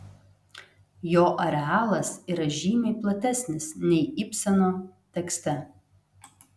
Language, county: Lithuanian, Telšiai